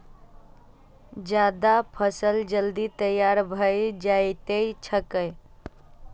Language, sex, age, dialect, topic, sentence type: Maithili, female, 25-30, Eastern / Thethi, agriculture, statement